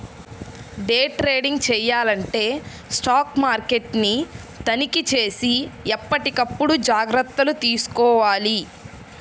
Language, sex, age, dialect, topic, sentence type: Telugu, female, 31-35, Central/Coastal, banking, statement